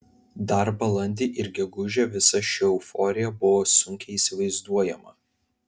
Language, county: Lithuanian, Vilnius